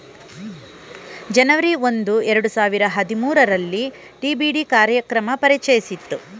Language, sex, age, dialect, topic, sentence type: Kannada, female, 41-45, Mysore Kannada, banking, statement